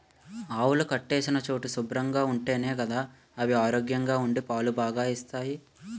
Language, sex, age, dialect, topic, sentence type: Telugu, male, 18-24, Utterandhra, agriculture, statement